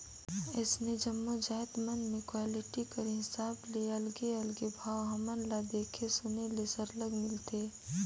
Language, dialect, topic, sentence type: Chhattisgarhi, Northern/Bhandar, agriculture, statement